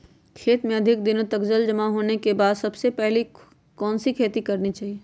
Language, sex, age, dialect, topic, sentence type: Magahi, female, 46-50, Western, agriculture, question